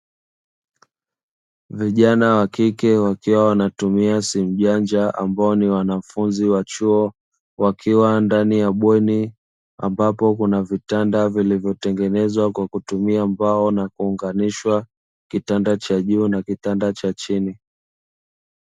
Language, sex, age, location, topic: Swahili, male, 25-35, Dar es Salaam, education